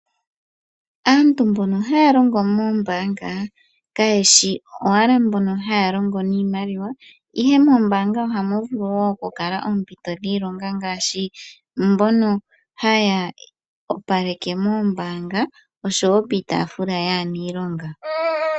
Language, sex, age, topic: Oshiwambo, male, 18-24, finance